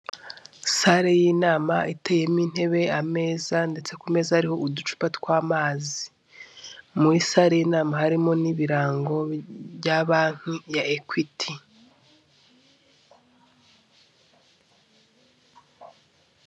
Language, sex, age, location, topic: Kinyarwanda, female, 25-35, Kigali, finance